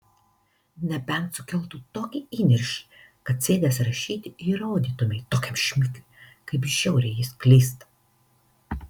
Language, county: Lithuanian, Marijampolė